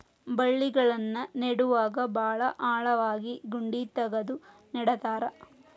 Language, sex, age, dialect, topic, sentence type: Kannada, female, 36-40, Dharwad Kannada, agriculture, statement